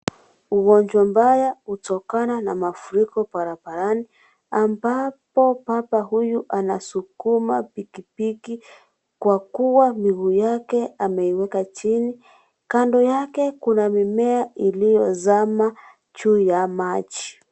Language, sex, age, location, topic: Swahili, female, 25-35, Kisii, health